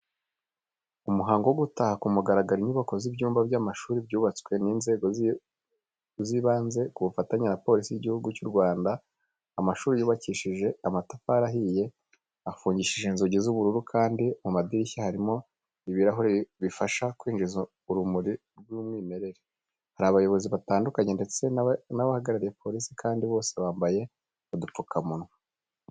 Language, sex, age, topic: Kinyarwanda, male, 25-35, education